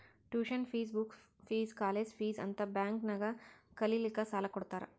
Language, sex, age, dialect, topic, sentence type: Kannada, female, 56-60, Northeastern, banking, statement